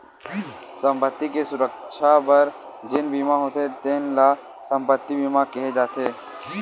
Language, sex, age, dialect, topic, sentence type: Chhattisgarhi, male, 18-24, Western/Budati/Khatahi, banking, statement